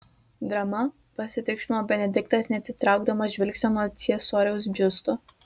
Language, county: Lithuanian, Vilnius